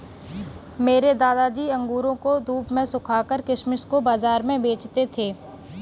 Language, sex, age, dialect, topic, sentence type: Hindi, female, 18-24, Kanauji Braj Bhasha, agriculture, statement